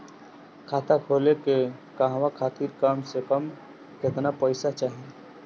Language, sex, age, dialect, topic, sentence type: Bhojpuri, male, 18-24, Northern, banking, question